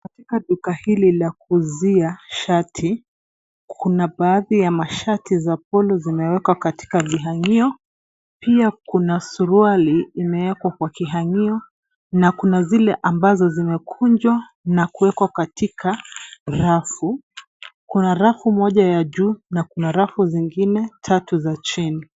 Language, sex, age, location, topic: Swahili, female, 25-35, Nairobi, finance